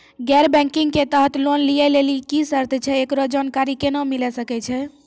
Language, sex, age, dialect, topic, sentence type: Maithili, female, 46-50, Angika, banking, question